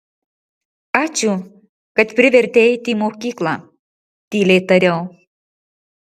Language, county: Lithuanian, Marijampolė